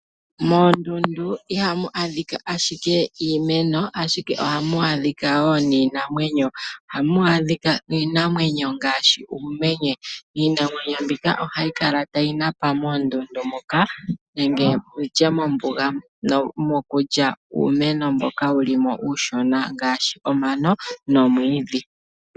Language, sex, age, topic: Oshiwambo, male, 25-35, agriculture